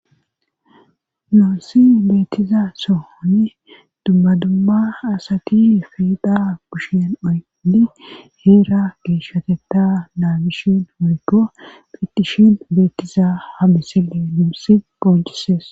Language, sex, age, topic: Gamo, female, 18-24, government